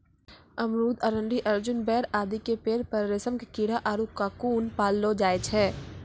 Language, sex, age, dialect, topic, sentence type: Maithili, female, 46-50, Angika, agriculture, statement